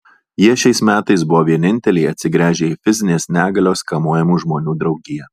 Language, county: Lithuanian, Alytus